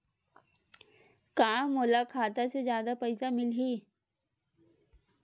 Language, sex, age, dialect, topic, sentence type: Chhattisgarhi, female, 18-24, Western/Budati/Khatahi, banking, question